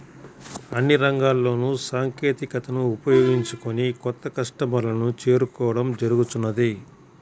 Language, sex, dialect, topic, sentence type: Telugu, male, Central/Coastal, agriculture, statement